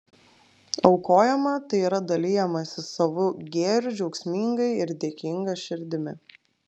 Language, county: Lithuanian, Klaipėda